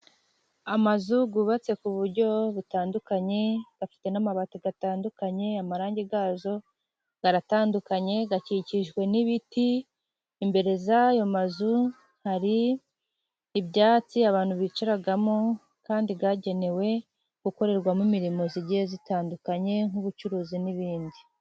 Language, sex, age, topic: Kinyarwanda, female, 25-35, government